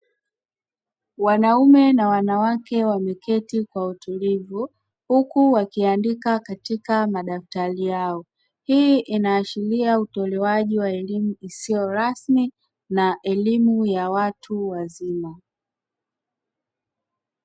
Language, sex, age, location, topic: Swahili, female, 25-35, Dar es Salaam, education